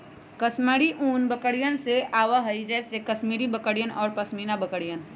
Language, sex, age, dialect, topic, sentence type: Magahi, male, 25-30, Western, agriculture, statement